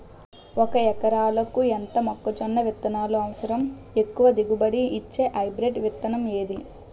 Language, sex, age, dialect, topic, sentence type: Telugu, female, 18-24, Utterandhra, agriculture, question